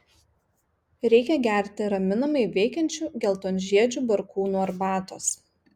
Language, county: Lithuanian, Marijampolė